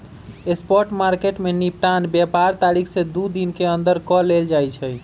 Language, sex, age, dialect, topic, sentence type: Magahi, male, 25-30, Western, banking, statement